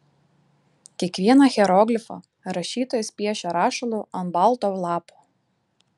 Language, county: Lithuanian, Klaipėda